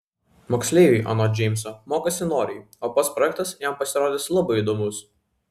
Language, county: Lithuanian, Vilnius